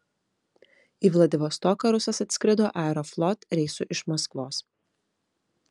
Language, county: Lithuanian, Vilnius